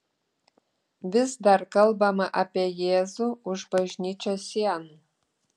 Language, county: Lithuanian, Klaipėda